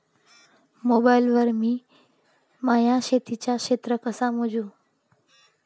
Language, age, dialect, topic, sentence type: Marathi, 25-30, Varhadi, agriculture, question